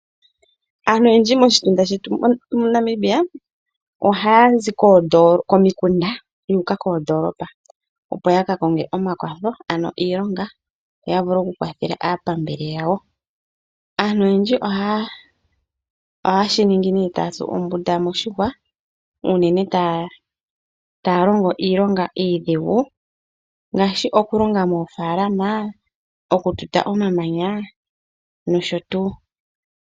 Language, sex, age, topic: Oshiwambo, female, 25-35, finance